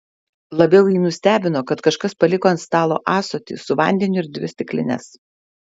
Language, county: Lithuanian, Klaipėda